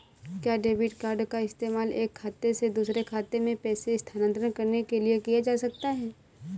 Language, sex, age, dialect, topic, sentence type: Hindi, female, 18-24, Awadhi Bundeli, banking, question